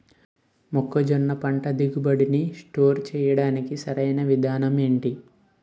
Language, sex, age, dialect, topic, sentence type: Telugu, male, 18-24, Utterandhra, agriculture, question